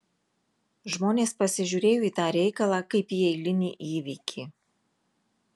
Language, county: Lithuanian, Marijampolė